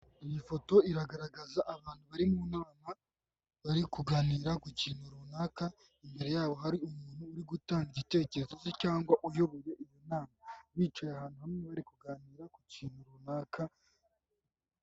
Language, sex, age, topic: Kinyarwanda, male, 18-24, government